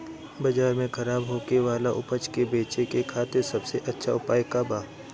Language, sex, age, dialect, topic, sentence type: Bhojpuri, male, 31-35, Northern, agriculture, statement